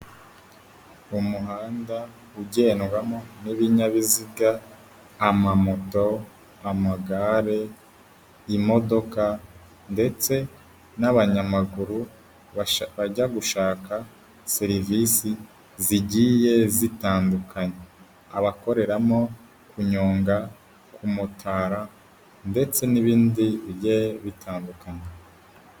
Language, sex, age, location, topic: Kinyarwanda, male, 18-24, Huye, government